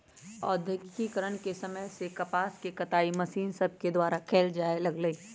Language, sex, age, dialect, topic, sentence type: Magahi, female, 25-30, Western, agriculture, statement